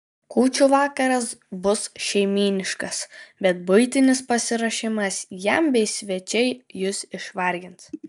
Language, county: Lithuanian, Kaunas